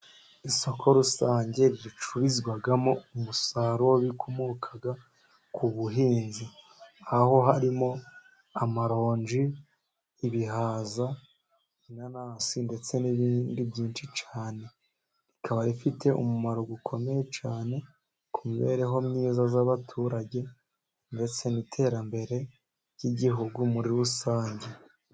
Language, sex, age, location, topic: Kinyarwanda, female, 50+, Musanze, finance